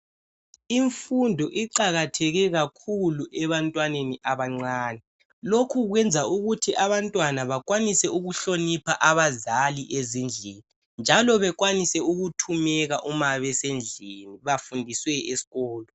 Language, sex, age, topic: North Ndebele, male, 18-24, education